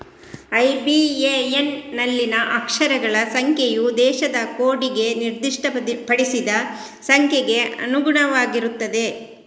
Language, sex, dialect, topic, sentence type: Kannada, female, Coastal/Dakshin, banking, statement